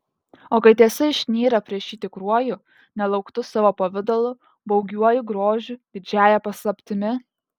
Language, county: Lithuanian, Kaunas